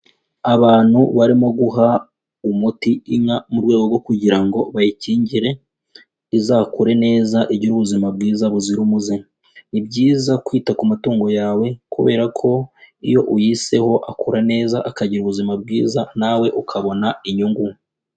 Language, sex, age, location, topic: Kinyarwanda, female, 25-35, Kigali, agriculture